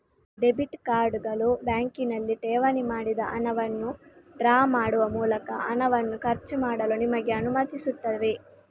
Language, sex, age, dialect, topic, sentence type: Kannada, female, 36-40, Coastal/Dakshin, banking, statement